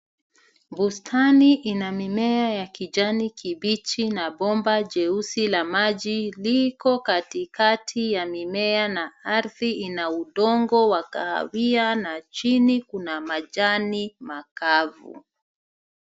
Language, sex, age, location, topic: Swahili, female, 36-49, Nairobi, agriculture